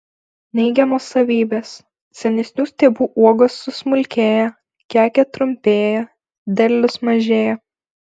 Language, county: Lithuanian, Alytus